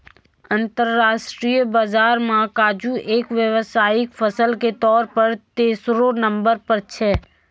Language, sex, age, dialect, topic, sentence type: Maithili, female, 18-24, Angika, agriculture, statement